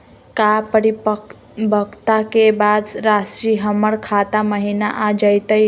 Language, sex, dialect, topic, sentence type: Magahi, female, Southern, banking, question